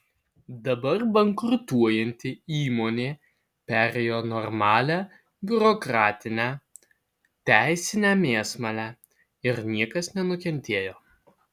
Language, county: Lithuanian, Alytus